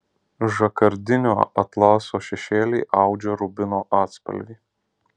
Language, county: Lithuanian, Alytus